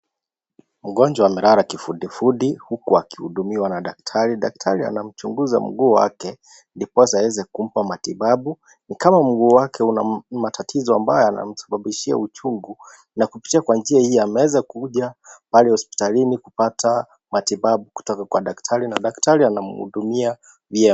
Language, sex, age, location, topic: Swahili, male, 25-35, Kisii, health